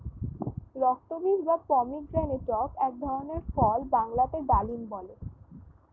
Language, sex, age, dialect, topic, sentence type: Bengali, female, <18, Standard Colloquial, agriculture, statement